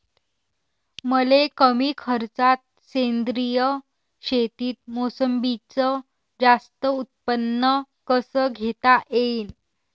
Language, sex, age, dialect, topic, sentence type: Marathi, female, 18-24, Varhadi, agriculture, question